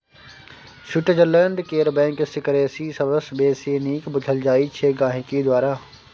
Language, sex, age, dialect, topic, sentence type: Maithili, male, 18-24, Bajjika, banking, statement